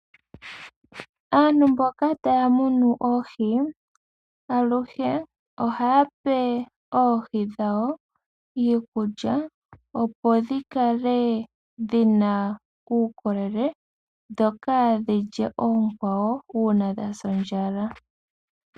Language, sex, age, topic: Oshiwambo, female, 18-24, agriculture